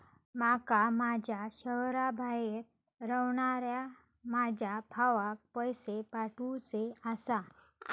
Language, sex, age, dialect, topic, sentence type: Marathi, female, 25-30, Southern Konkan, banking, statement